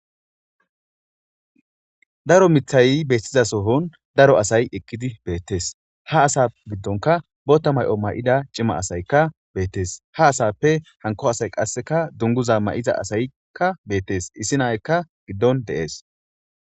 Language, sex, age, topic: Gamo, male, 18-24, government